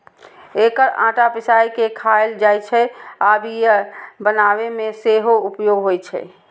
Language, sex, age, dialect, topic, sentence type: Maithili, female, 60-100, Eastern / Thethi, agriculture, statement